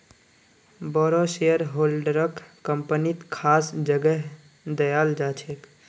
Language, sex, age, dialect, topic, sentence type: Magahi, male, 18-24, Northeastern/Surjapuri, banking, statement